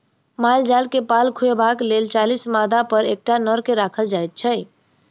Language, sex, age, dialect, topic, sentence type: Maithili, female, 60-100, Southern/Standard, agriculture, statement